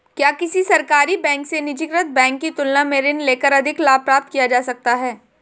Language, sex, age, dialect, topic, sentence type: Hindi, female, 18-24, Marwari Dhudhari, banking, question